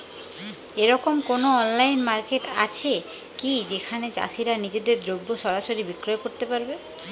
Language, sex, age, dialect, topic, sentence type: Bengali, female, 18-24, Jharkhandi, agriculture, statement